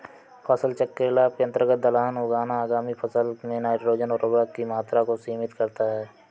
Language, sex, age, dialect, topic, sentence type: Hindi, male, 25-30, Awadhi Bundeli, agriculture, statement